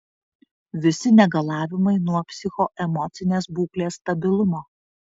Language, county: Lithuanian, Vilnius